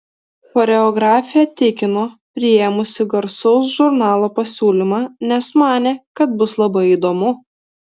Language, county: Lithuanian, Vilnius